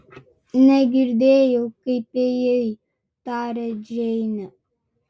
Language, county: Lithuanian, Vilnius